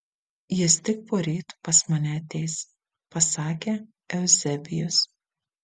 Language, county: Lithuanian, Vilnius